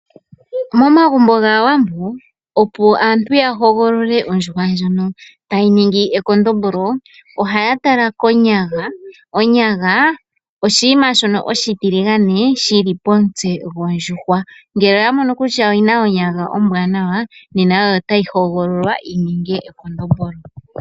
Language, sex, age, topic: Oshiwambo, male, 18-24, agriculture